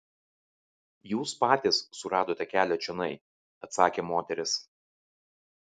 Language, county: Lithuanian, Vilnius